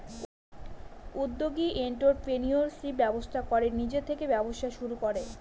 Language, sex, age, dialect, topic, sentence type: Bengali, female, 18-24, Northern/Varendri, banking, statement